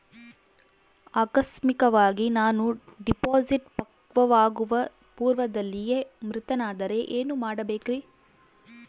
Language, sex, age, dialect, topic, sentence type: Kannada, female, 18-24, Central, banking, question